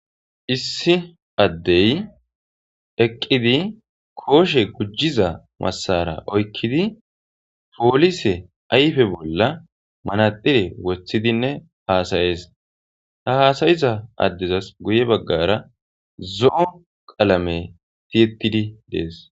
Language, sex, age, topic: Gamo, male, 18-24, government